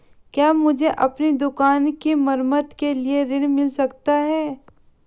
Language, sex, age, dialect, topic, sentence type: Hindi, female, 18-24, Marwari Dhudhari, banking, question